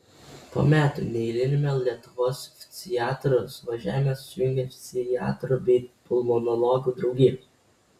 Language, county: Lithuanian, Kaunas